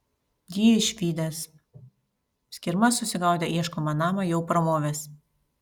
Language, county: Lithuanian, Panevėžys